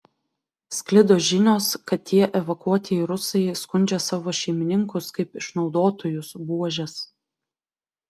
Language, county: Lithuanian, Vilnius